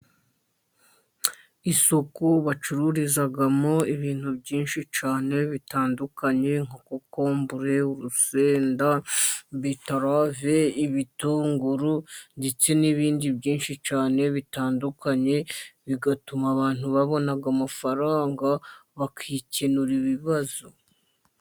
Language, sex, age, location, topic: Kinyarwanda, female, 50+, Musanze, finance